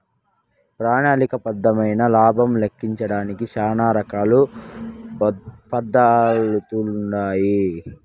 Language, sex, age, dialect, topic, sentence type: Telugu, male, 56-60, Southern, banking, statement